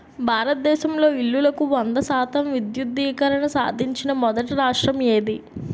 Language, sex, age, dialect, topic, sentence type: Telugu, female, 18-24, Utterandhra, banking, question